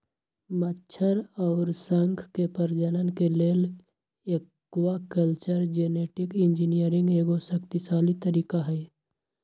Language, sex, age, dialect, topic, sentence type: Magahi, male, 51-55, Western, agriculture, statement